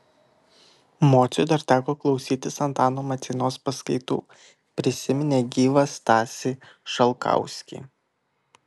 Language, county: Lithuanian, Kaunas